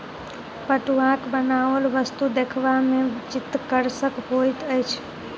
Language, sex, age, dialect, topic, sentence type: Maithili, female, 18-24, Southern/Standard, agriculture, statement